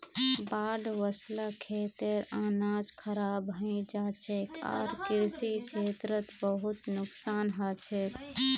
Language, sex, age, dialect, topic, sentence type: Magahi, female, 18-24, Northeastern/Surjapuri, agriculture, statement